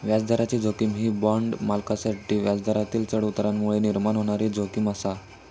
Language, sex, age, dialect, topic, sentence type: Marathi, male, 18-24, Southern Konkan, banking, statement